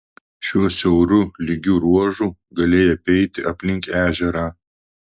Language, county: Lithuanian, Klaipėda